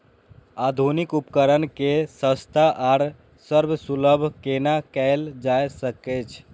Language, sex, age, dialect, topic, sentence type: Maithili, male, 18-24, Eastern / Thethi, agriculture, question